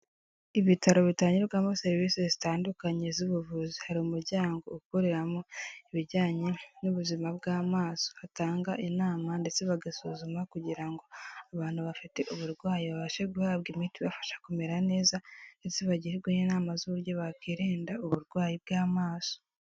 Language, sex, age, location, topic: Kinyarwanda, female, 18-24, Kigali, health